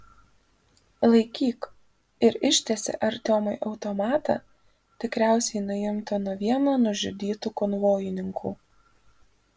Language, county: Lithuanian, Panevėžys